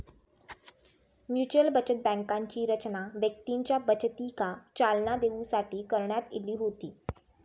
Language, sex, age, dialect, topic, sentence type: Marathi, female, 25-30, Southern Konkan, banking, statement